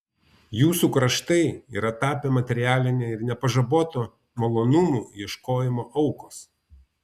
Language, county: Lithuanian, Vilnius